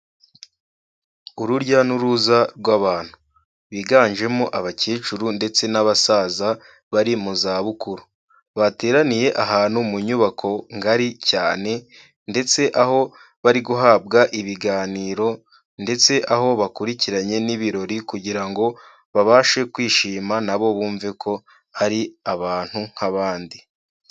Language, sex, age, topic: Kinyarwanda, male, 18-24, health